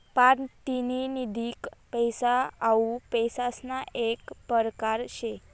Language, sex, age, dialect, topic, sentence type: Marathi, female, 25-30, Northern Konkan, banking, statement